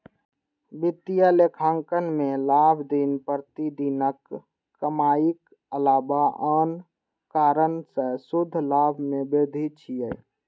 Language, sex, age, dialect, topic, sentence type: Maithili, male, 18-24, Eastern / Thethi, banking, statement